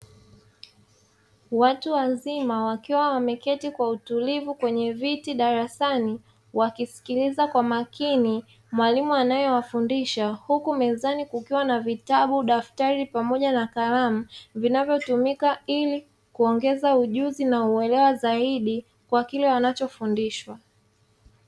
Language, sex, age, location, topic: Swahili, female, 25-35, Dar es Salaam, education